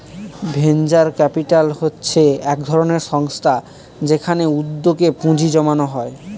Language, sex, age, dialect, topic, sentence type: Bengali, male, 18-24, Northern/Varendri, banking, statement